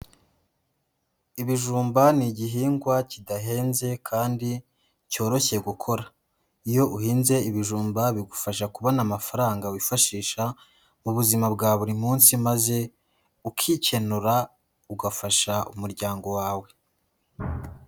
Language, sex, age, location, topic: Kinyarwanda, female, 18-24, Huye, agriculture